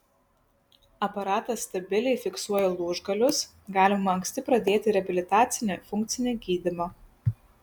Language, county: Lithuanian, Kaunas